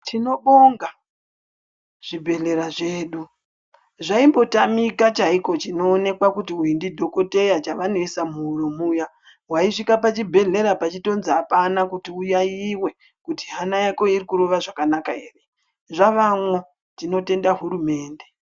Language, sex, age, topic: Ndau, female, 25-35, health